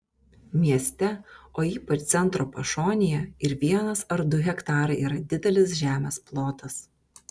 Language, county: Lithuanian, Vilnius